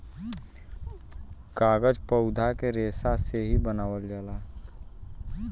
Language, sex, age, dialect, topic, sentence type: Bhojpuri, male, 18-24, Western, agriculture, statement